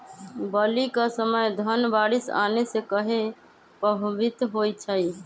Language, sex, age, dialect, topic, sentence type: Magahi, female, 25-30, Western, agriculture, question